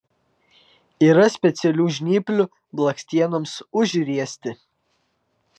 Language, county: Lithuanian, Vilnius